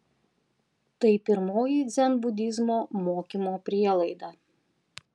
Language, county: Lithuanian, Panevėžys